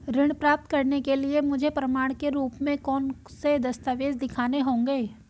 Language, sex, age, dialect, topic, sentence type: Hindi, female, 18-24, Hindustani Malvi Khadi Boli, banking, statement